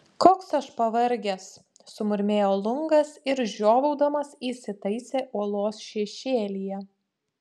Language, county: Lithuanian, Panevėžys